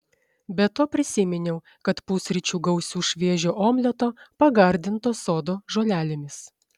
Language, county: Lithuanian, Šiauliai